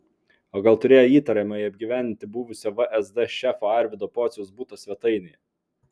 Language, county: Lithuanian, Vilnius